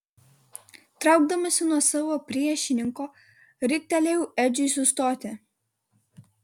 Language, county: Lithuanian, Kaunas